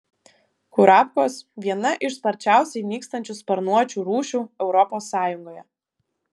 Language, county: Lithuanian, Vilnius